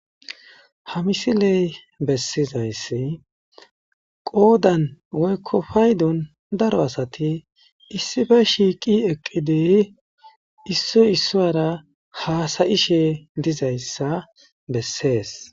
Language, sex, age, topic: Gamo, male, 25-35, agriculture